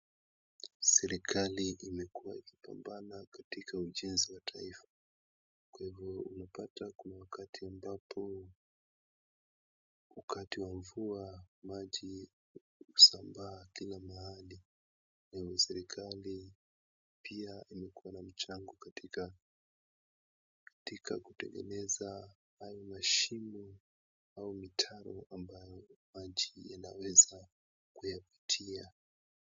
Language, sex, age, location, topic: Swahili, male, 18-24, Kisumu, government